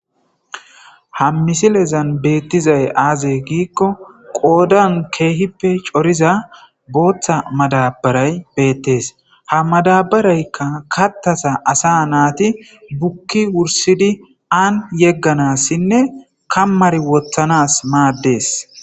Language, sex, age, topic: Gamo, male, 25-35, agriculture